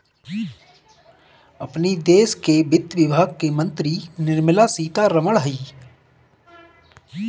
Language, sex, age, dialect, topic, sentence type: Bhojpuri, male, 31-35, Northern, banking, statement